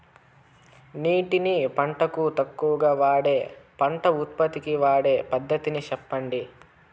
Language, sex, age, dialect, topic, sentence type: Telugu, male, 25-30, Southern, agriculture, question